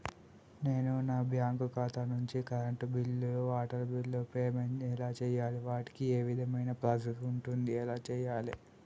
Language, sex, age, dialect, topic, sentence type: Telugu, male, 18-24, Telangana, banking, question